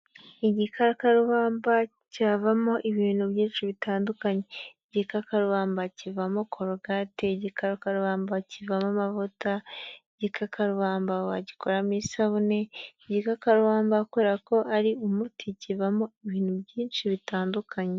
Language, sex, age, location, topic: Kinyarwanda, female, 18-24, Huye, health